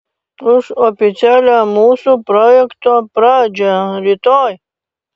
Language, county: Lithuanian, Panevėžys